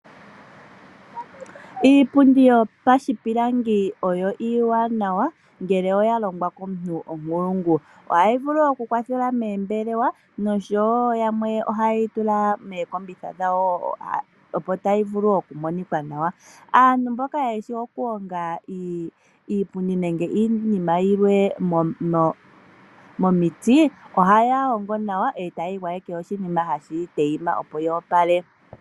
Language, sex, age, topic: Oshiwambo, female, 25-35, finance